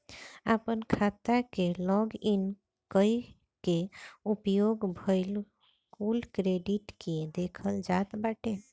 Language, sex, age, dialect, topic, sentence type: Bhojpuri, female, 25-30, Northern, banking, statement